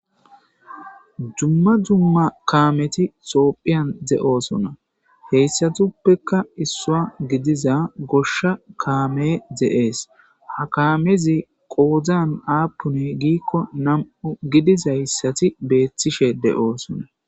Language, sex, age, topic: Gamo, male, 25-35, agriculture